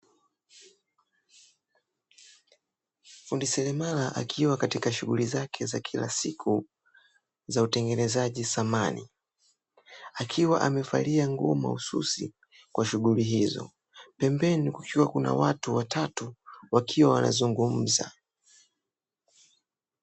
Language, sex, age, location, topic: Swahili, female, 18-24, Dar es Salaam, finance